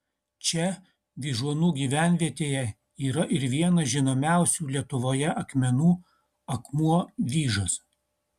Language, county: Lithuanian, Utena